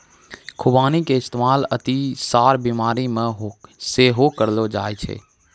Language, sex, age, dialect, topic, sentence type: Maithili, male, 18-24, Angika, agriculture, statement